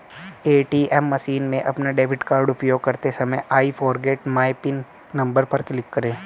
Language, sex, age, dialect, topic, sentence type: Hindi, male, 18-24, Hindustani Malvi Khadi Boli, banking, statement